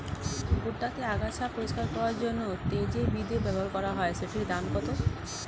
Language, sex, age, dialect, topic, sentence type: Bengali, female, 31-35, Standard Colloquial, agriculture, question